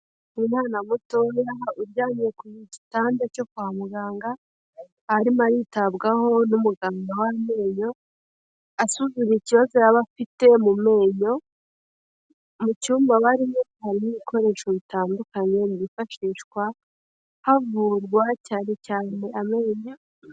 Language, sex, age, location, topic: Kinyarwanda, female, 18-24, Kigali, health